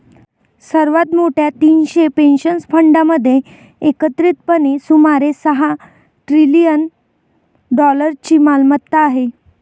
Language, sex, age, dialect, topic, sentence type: Marathi, female, 18-24, Varhadi, banking, statement